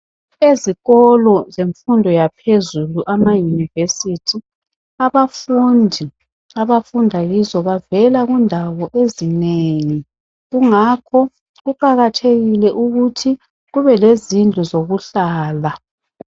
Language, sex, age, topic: North Ndebele, female, 25-35, education